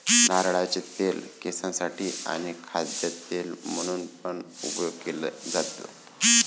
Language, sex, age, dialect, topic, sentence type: Marathi, male, 25-30, Varhadi, agriculture, statement